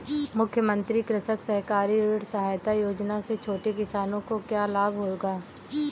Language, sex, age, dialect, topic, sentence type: Hindi, female, 18-24, Kanauji Braj Bhasha, agriculture, question